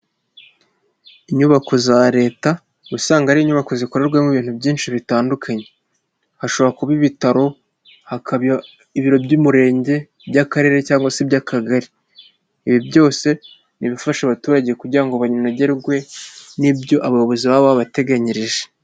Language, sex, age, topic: Kinyarwanda, male, 25-35, government